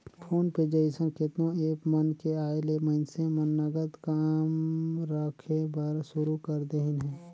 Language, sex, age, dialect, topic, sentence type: Chhattisgarhi, male, 36-40, Northern/Bhandar, banking, statement